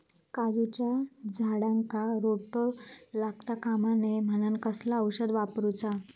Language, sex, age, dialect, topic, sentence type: Marathi, female, 18-24, Southern Konkan, agriculture, question